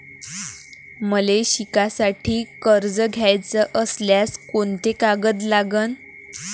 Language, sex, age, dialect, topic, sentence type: Marathi, female, 18-24, Varhadi, banking, question